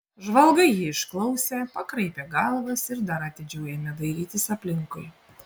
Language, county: Lithuanian, Panevėžys